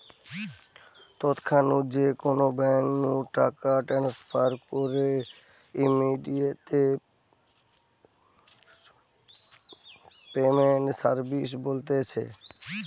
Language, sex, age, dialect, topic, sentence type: Bengali, male, 60-100, Western, banking, statement